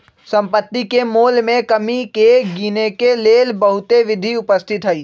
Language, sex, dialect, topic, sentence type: Magahi, male, Western, banking, statement